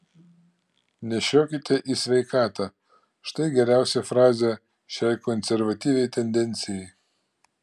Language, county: Lithuanian, Klaipėda